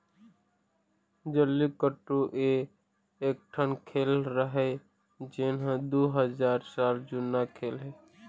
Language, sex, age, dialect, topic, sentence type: Chhattisgarhi, male, 25-30, Eastern, agriculture, statement